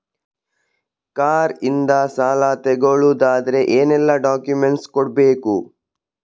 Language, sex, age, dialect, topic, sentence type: Kannada, male, 51-55, Coastal/Dakshin, banking, question